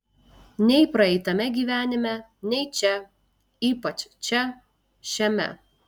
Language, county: Lithuanian, Alytus